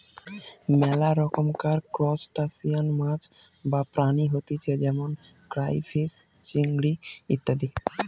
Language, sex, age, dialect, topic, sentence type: Bengali, male, 18-24, Western, agriculture, statement